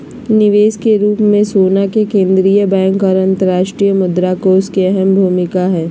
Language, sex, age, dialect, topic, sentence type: Magahi, female, 56-60, Southern, banking, statement